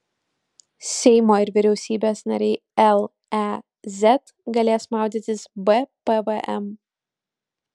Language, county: Lithuanian, Utena